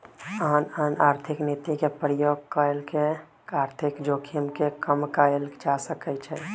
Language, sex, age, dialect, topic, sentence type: Magahi, male, 25-30, Western, banking, statement